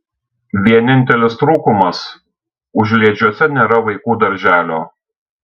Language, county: Lithuanian, Šiauliai